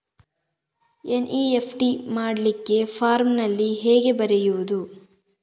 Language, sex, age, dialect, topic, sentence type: Kannada, female, 36-40, Coastal/Dakshin, banking, question